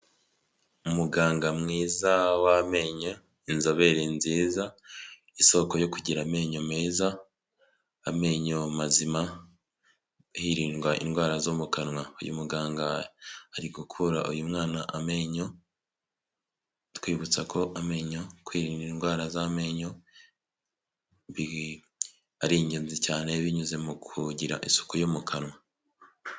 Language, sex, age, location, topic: Kinyarwanda, male, 18-24, Huye, health